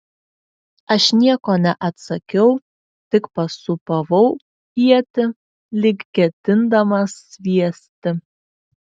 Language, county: Lithuanian, Šiauliai